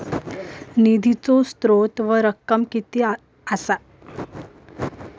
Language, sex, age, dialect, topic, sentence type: Marathi, female, 18-24, Southern Konkan, banking, question